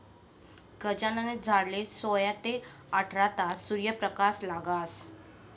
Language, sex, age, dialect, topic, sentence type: Marathi, female, 36-40, Northern Konkan, agriculture, statement